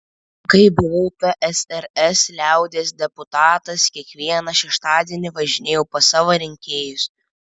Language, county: Lithuanian, Vilnius